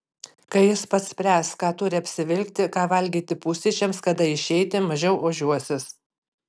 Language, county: Lithuanian, Panevėžys